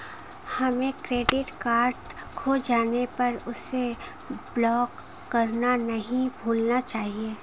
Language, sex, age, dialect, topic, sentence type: Hindi, female, 25-30, Marwari Dhudhari, banking, statement